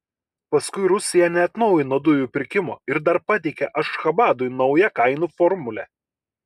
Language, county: Lithuanian, Kaunas